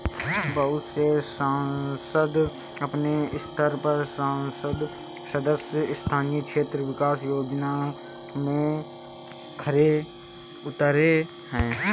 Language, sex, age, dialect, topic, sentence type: Hindi, male, 18-24, Awadhi Bundeli, banking, statement